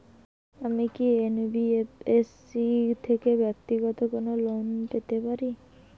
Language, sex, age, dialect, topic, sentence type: Bengali, female, 18-24, Rajbangshi, banking, question